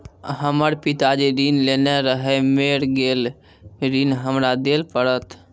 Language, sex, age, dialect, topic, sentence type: Maithili, male, 18-24, Angika, banking, question